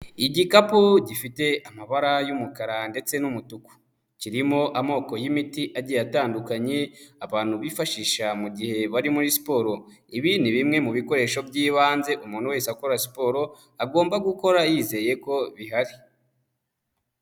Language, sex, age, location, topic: Kinyarwanda, male, 18-24, Huye, health